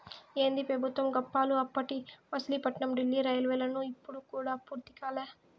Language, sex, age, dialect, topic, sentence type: Telugu, female, 18-24, Southern, banking, statement